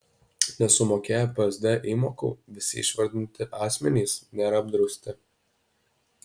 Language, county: Lithuanian, Alytus